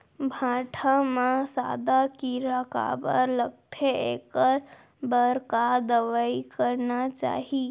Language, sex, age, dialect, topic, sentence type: Chhattisgarhi, female, 18-24, Central, agriculture, question